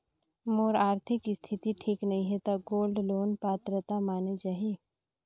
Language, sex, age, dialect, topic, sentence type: Chhattisgarhi, female, 60-100, Northern/Bhandar, banking, question